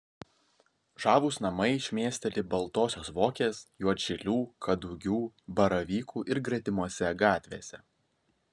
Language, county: Lithuanian, Vilnius